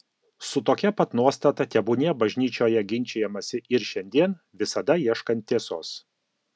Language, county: Lithuanian, Alytus